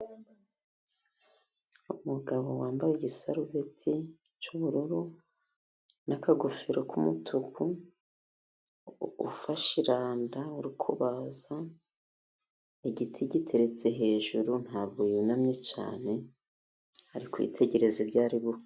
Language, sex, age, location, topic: Kinyarwanda, female, 50+, Musanze, education